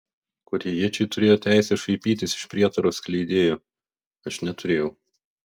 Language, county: Lithuanian, Vilnius